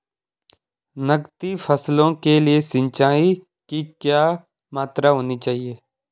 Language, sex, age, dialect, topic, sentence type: Hindi, male, 18-24, Garhwali, agriculture, question